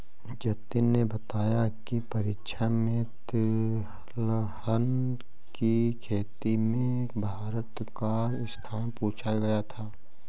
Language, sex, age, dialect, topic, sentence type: Hindi, male, 18-24, Kanauji Braj Bhasha, agriculture, statement